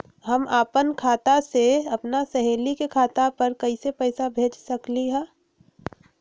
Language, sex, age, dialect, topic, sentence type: Magahi, female, 25-30, Western, banking, question